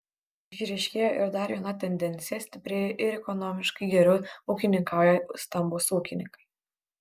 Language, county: Lithuanian, Kaunas